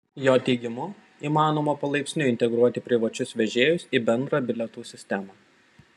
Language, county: Lithuanian, Panevėžys